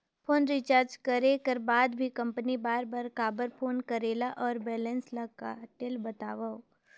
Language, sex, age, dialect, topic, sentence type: Chhattisgarhi, female, 18-24, Northern/Bhandar, banking, question